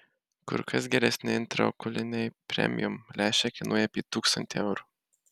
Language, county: Lithuanian, Marijampolė